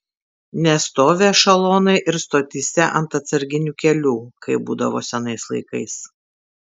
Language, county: Lithuanian, Tauragė